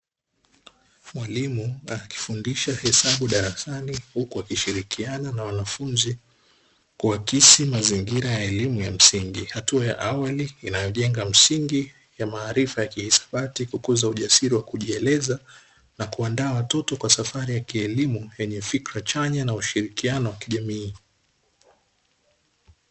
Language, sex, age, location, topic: Swahili, male, 18-24, Dar es Salaam, education